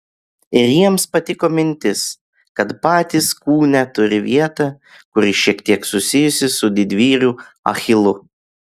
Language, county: Lithuanian, Klaipėda